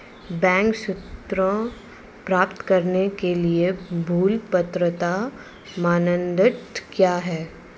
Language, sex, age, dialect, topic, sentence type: Hindi, female, 18-24, Marwari Dhudhari, banking, question